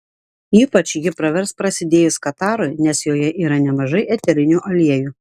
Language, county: Lithuanian, Klaipėda